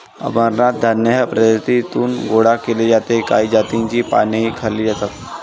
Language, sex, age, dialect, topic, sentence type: Marathi, male, 18-24, Varhadi, agriculture, statement